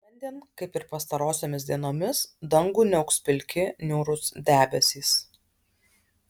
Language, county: Lithuanian, Alytus